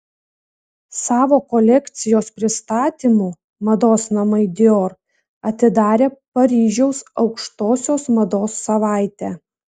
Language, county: Lithuanian, Vilnius